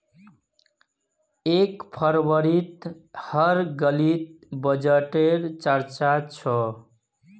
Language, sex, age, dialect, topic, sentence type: Magahi, male, 31-35, Northeastern/Surjapuri, banking, statement